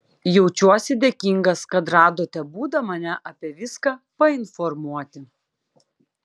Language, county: Lithuanian, Klaipėda